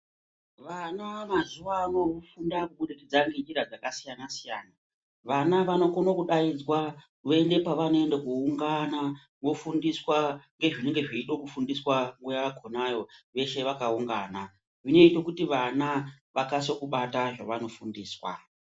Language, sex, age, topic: Ndau, male, 36-49, education